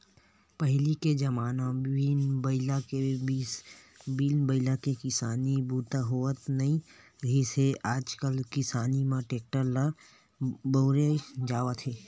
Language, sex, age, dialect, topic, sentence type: Chhattisgarhi, male, 18-24, Western/Budati/Khatahi, agriculture, statement